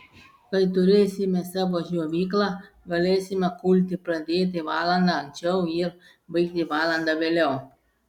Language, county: Lithuanian, Klaipėda